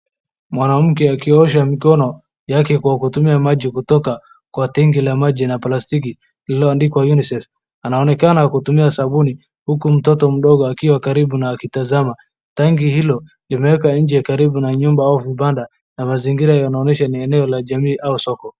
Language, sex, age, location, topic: Swahili, male, 25-35, Wajir, health